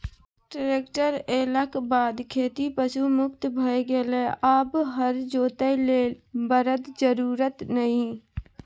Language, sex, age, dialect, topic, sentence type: Maithili, female, 25-30, Bajjika, agriculture, statement